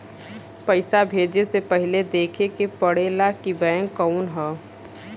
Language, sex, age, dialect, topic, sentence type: Bhojpuri, female, 18-24, Western, banking, statement